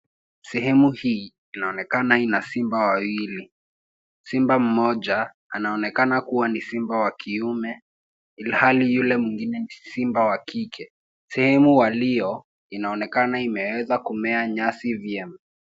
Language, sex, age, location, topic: Swahili, male, 18-24, Nairobi, government